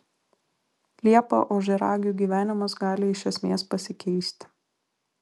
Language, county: Lithuanian, Vilnius